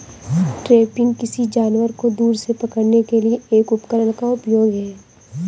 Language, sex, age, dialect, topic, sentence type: Hindi, female, 18-24, Awadhi Bundeli, agriculture, statement